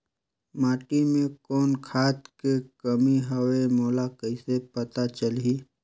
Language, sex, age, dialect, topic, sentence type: Chhattisgarhi, male, 25-30, Northern/Bhandar, agriculture, question